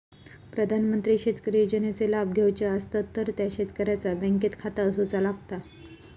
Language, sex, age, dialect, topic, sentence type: Marathi, female, 25-30, Southern Konkan, agriculture, statement